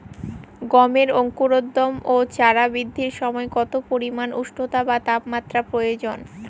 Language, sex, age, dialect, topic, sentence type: Bengali, female, 18-24, Northern/Varendri, agriculture, question